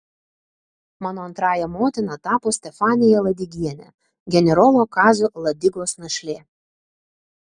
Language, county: Lithuanian, Telšiai